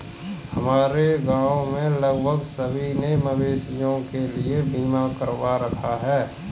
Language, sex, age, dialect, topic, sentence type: Hindi, male, 25-30, Kanauji Braj Bhasha, banking, statement